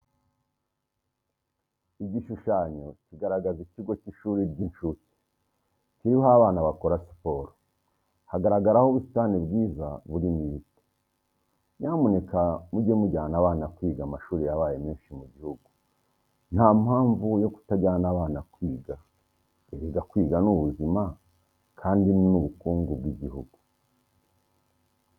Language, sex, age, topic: Kinyarwanda, male, 36-49, education